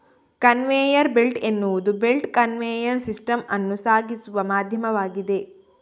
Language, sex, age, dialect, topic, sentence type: Kannada, female, 18-24, Coastal/Dakshin, agriculture, statement